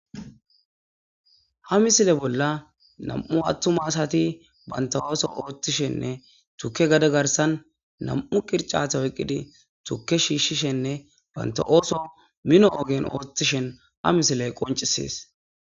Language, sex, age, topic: Gamo, female, 18-24, agriculture